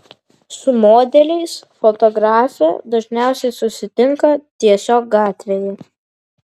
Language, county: Lithuanian, Vilnius